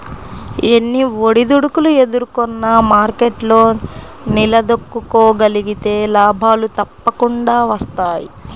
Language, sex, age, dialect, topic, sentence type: Telugu, female, 36-40, Central/Coastal, banking, statement